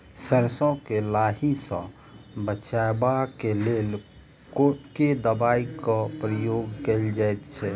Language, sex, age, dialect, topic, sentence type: Maithili, male, 31-35, Southern/Standard, agriculture, question